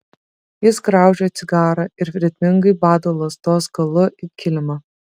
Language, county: Lithuanian, Šiauliai